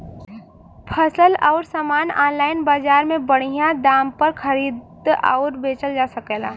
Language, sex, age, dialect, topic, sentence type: Bhojpuri, female, 18-24, Western, agriculture, statement